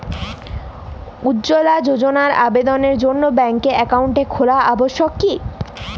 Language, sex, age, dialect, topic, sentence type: Bengali, female, 18-24, Jharkhandi, banking, question